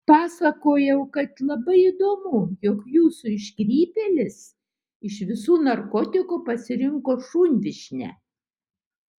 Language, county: Lithuanian, Utena